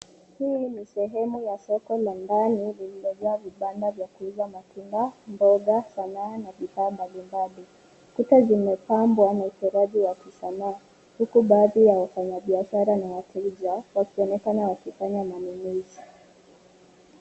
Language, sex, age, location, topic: Swahili, female, 25-35, Nairobi, finance